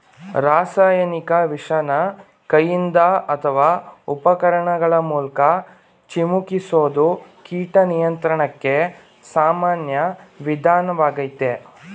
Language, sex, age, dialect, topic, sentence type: Kannada, male, 18-24, Mysore Kannada, agriculture, statement